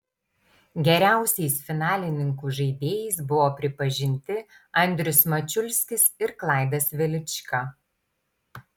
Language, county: Lithuanian, Tauragė